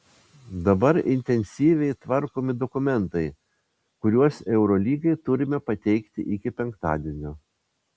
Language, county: Lithuanian, Vilnius